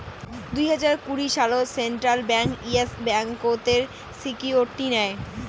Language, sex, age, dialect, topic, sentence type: Bengali, female, 18-24, Rajbangshi, banking, statement